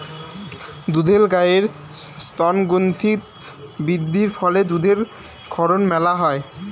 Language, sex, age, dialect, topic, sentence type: Bengali, male, 18-24, Rajbangshi, agriculture, statement